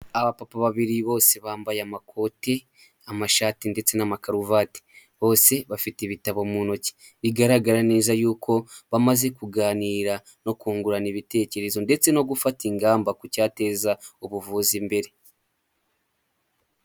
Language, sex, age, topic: Kinyarwanda, male, 18-24, health